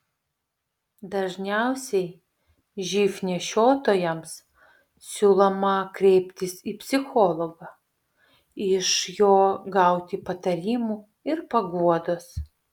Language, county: Lithuanian, Vilnius